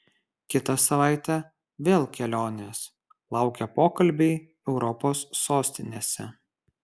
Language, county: Lithuanian, Kaunas